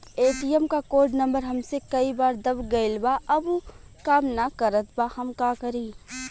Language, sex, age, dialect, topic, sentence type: Bhojpuri, female, 25-30, Western, banking, question